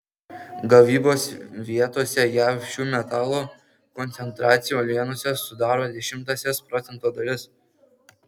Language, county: Lithuanian, Kaunas